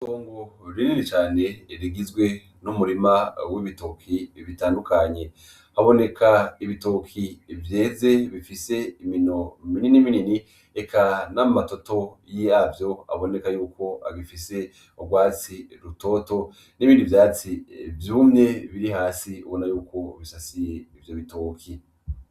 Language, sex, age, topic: Rundi, male, 25-35, agriculture